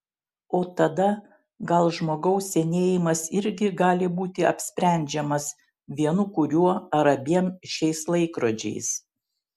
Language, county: Lithuanian, Šiauliai